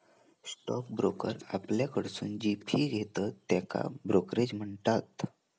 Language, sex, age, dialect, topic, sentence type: Marathi, male, 18-24, Southern Konkan, banking, statement